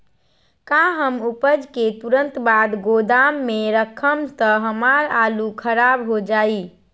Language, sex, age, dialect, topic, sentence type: Magahi, female, 41-45, Western, agriculture, question